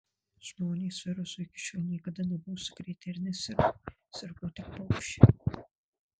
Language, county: Lithuanian, Kaunas